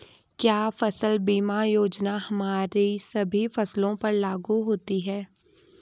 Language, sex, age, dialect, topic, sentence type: Hindi, female, 18-24, Garhwali, banking, statement